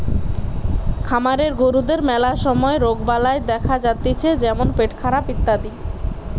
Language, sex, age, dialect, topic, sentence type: Bengali, female, 18-24, Western, agriculture, statement